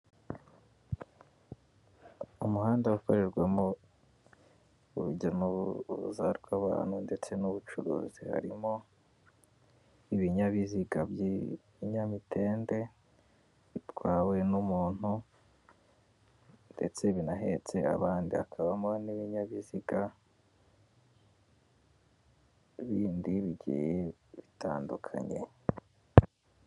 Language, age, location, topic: Kinyarwanda, 18-24, Kigali, government